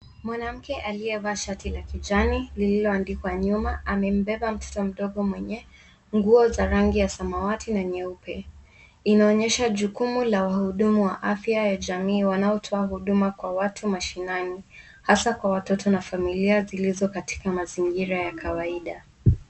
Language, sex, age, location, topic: Swahili, female, 18-24, Nairobi, health